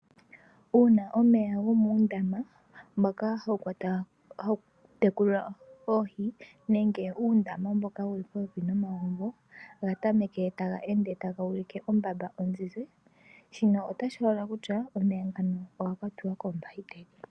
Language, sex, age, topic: Oshiwambo, female, 18-24, agriculture